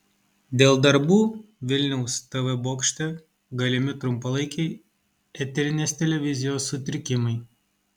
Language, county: Lithuanian, Kaunas